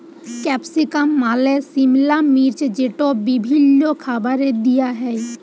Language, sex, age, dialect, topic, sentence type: Bengali, female, 18-24, Jharkhandi, agriculture, statement